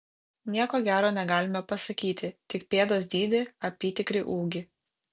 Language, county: Lithuanian, Kaunas